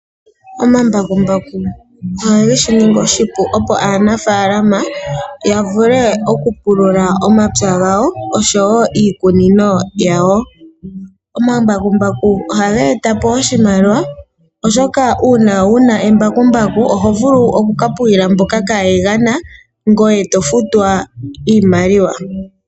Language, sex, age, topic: Oshiwambo, female, 18-24, agriculture